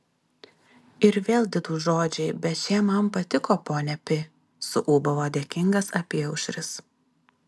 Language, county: Lithuanian, Alytus